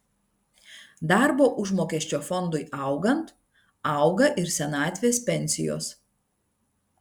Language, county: Lithuanian, Klaipėda